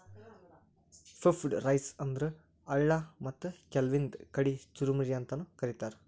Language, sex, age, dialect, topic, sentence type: Kannada, male, 18-24, Northeastern, agriculture, statement